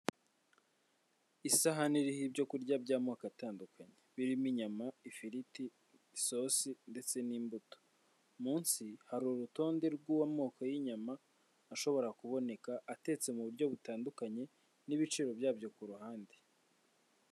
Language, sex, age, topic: Kinyarwanda, male, 25-35, finance